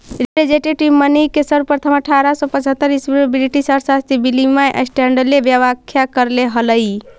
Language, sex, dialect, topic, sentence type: Magahi, female, Central/Standard, banking, statement